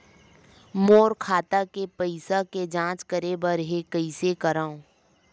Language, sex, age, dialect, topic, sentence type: Chhattisgarhi, female, 18-24, Western/Budati/Khatahi, banking, question